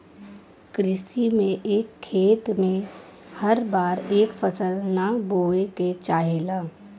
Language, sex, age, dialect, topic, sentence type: Bhojpuri, female, 18-24, Western, agriculture, statement